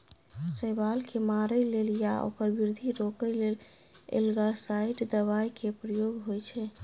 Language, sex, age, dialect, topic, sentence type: Maithili, female, 25-30, Bajjika, agriculture, statement